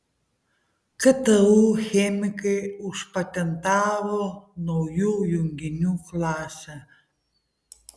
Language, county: Lithuanian, Panevėžys